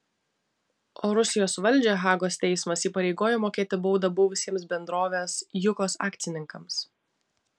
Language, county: Lithuanian, Vilnius